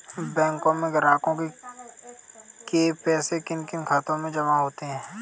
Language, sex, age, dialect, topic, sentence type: Hindi, male, 18-24, Kanauji Braj Bhasha, banking, question